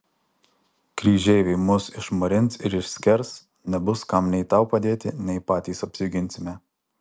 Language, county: Lithuanian, Alytus